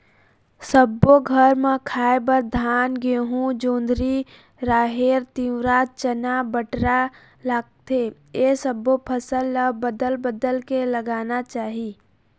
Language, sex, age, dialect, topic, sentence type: Chhattisgarhi, female, 25-30, Eastern, agriculture, statement